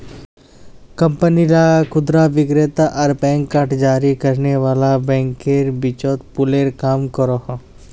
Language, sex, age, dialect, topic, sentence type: Magahi, male, 18-24, Northeastern/Surjapuri, banking, statement